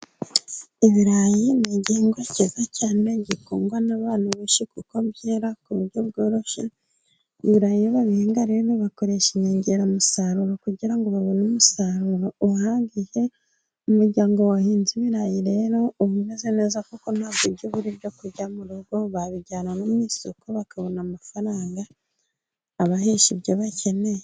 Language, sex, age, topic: Kinyarwanda, female, 25-35, agriculture